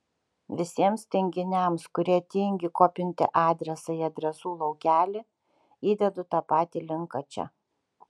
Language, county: Lithuanian, Kaunas